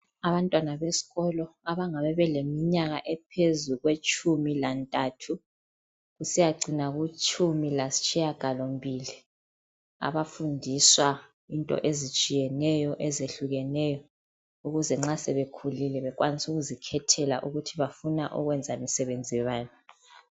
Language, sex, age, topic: North Ndebele, female, 25-35, education